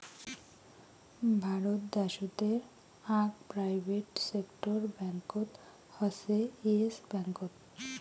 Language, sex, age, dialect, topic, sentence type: Bengali, female, 18-24, Rajbangshi, banking, statement